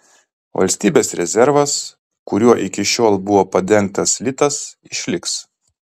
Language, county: Lithuanian, Kaunas